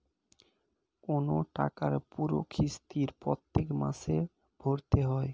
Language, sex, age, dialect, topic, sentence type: Bengali, male, 18-24, Standard Colloquial, banking, statement